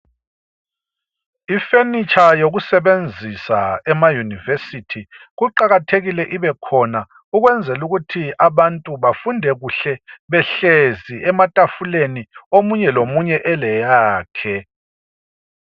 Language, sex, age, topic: North Ndebele, male, 50+, education